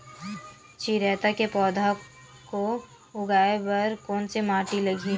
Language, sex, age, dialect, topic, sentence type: Chhattisgarhi, female, 18-24, Western/Budati/Khatahi, agriculture, question